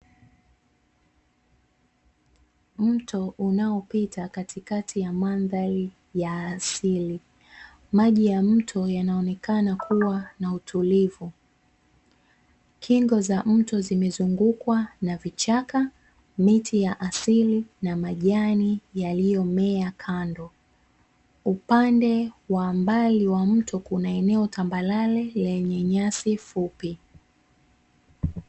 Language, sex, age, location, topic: Swahili, female, 25-35, Dar es Salaam, agriculture